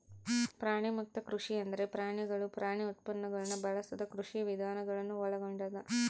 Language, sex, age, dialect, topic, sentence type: Kannada, female, 25-30, Central, agriculture, statement